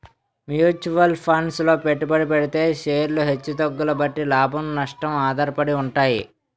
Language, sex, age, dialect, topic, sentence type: Telugu, male, 18-24, Utterandhra, banking, statement